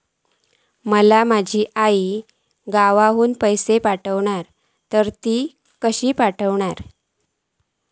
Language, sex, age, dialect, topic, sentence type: Marathi, female, 41-45, Southern Konkan, banking, question